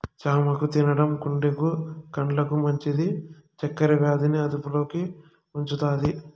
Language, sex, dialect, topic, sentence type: Telugu, male, Southern, agriculture, statement